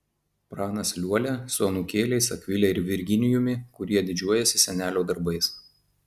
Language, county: Lithuanian, Marijampolė